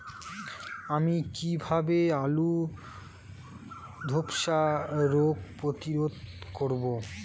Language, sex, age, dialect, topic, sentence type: Bengali, male, 25-30, Standard Colloquial, agriculture, question